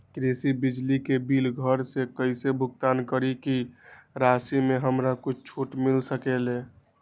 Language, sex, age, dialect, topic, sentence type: Magahi, male, 18-24, Western, banking, question